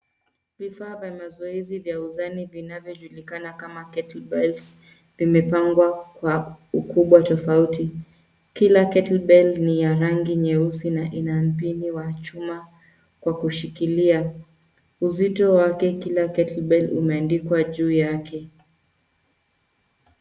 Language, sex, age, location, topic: Swahili, female, 18-24, Nairobi, health